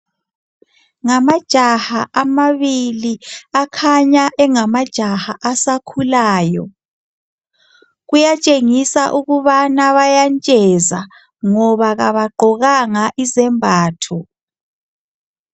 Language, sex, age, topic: North Ndebele, male, 25-35, health